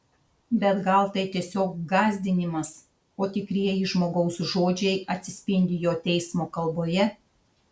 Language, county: Lithuanian, Šiauliai